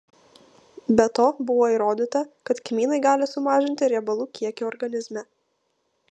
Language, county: Lithuanian, Vilnius